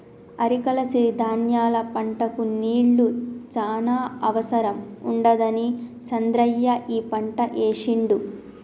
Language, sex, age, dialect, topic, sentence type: Telugu, female, 31-35, Telangana, agriculture, statement